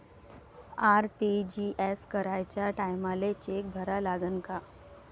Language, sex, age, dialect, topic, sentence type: Marathi, female, 31-35, Varhadi, banking, question